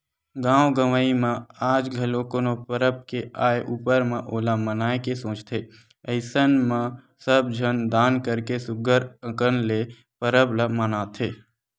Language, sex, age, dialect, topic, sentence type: Chhattisgarhi, male, 18-24, Western/Budati/Khatahi, banking, statement